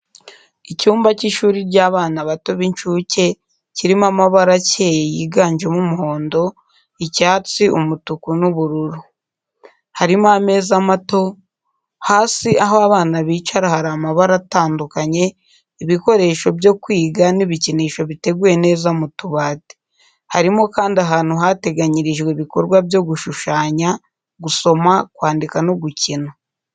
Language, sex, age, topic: Kinyarwanda, female, 18-24, education